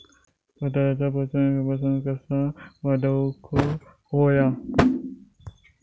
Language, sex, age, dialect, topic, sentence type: Marathi, male, 25-30, Southern Konkan, agriculture, question